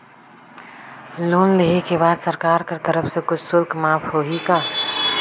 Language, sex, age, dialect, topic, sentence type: Chhattisgarhi, female, 25-30, Northern/Bhandar, banking, question